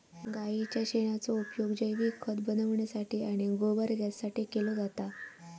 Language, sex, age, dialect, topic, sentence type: Marathi, female, 18-24, Southern Konkan, agriculture, statement